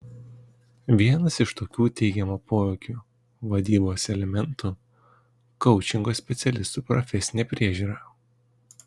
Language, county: Lithuanian, Kaunas